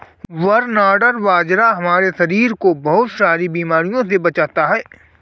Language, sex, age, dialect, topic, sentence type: Hindi, male, 25-30, Awadhi Bundeli, agriculture, statement